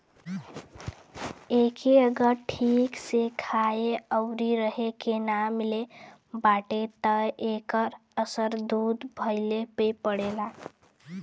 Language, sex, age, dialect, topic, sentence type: Bhojpuri, female, 31-35, Western, agriculture, statement